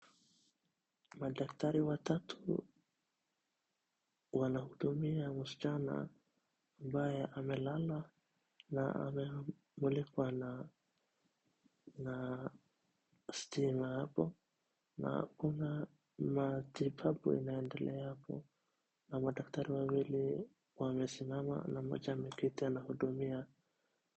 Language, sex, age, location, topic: Swahili, male, 25-35, Wajir, health